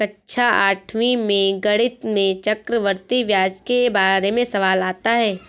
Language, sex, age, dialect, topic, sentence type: Hindi, female, 18-24, Awadhi Bundeli, banking, statement